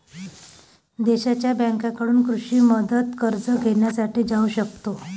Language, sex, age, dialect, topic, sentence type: Marathi, male, 18-24, Varhadi, agriculture, statement